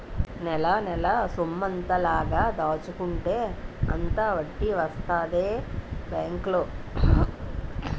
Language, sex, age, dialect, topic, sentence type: Telugu, female, 41-45, Utterandhra, banking, statement